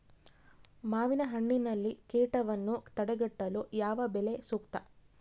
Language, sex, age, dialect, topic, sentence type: Kannada, female, 25-30, Central, agriculture, question